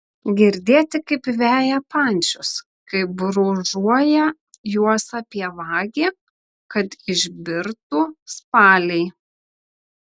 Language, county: Lithuanian, Vilnius